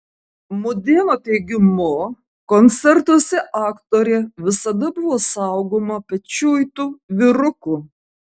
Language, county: Lithuanian, Kaunas